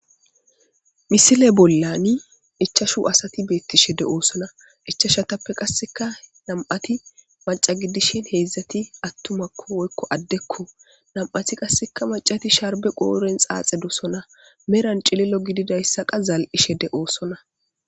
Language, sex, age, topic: Gamo, female, 18-24, agriculture